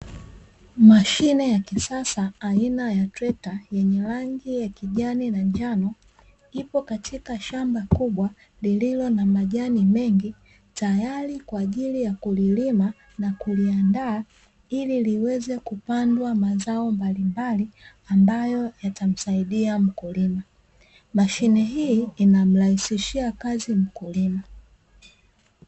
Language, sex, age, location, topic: Swahili, female, 25-35, Dar es Salaam, agriculture